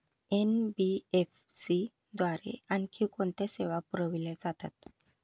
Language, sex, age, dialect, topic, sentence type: Marathi, female, 31-35, Standard Marathi, banking, question